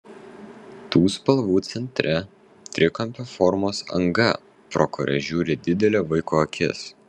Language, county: Lithuanian, Vilnius